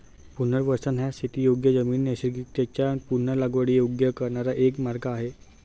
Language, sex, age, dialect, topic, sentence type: Marathi, male, 18-24, Standard Marathi, agriculture, statement